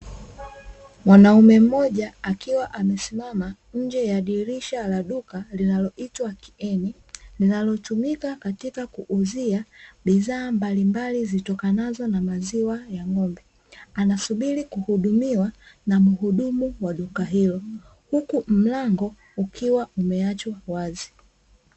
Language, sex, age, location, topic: Swahili, female, 25-35, Dar es Salaam, finance